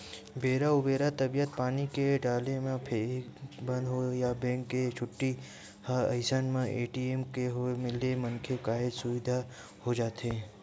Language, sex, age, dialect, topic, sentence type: Chhattisgarhi, male, 18-24, Western/Budati/Khatahi, banking, statement